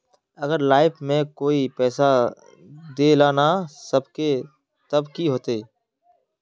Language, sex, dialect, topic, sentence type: Magahi, male, Northeastern/Surjapuri, banking, question